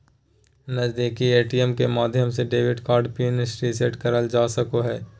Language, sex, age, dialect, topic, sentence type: Magahi, male, 18-24, Southern, banking, statement